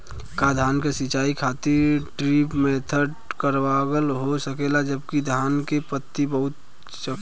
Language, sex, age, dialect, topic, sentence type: Bhojpuri, male, 25-30, Western, agriculture, question